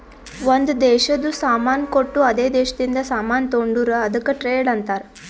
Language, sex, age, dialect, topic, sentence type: Kannada, female, 18-24, Northeastern, banking, statement